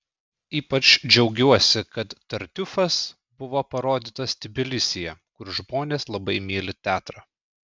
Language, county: Lithuanian, Klaipėda